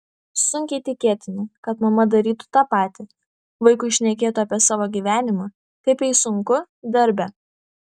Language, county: Lithuanian, Vilnius